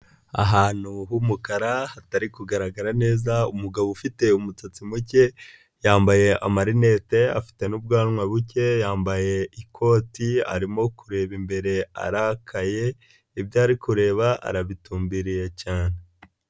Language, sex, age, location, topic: Kinyarwanda, male, 25-35, Nyagatare, education